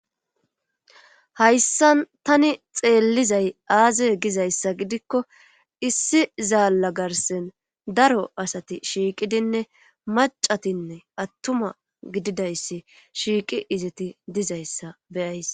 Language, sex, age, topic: Gamo, female, 25-35, government